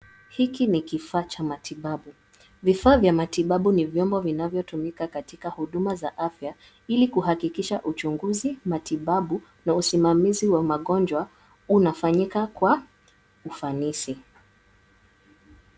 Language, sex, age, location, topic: Swahili, female, 18-24, Nairobi, health